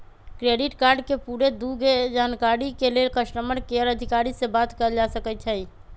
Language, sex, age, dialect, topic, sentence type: Magahi, male, 25-30, Western, banking, statement